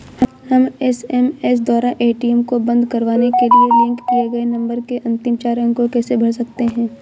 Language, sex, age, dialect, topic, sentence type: Hindi, female, 18-24, Awadhi Bundeli, banking, question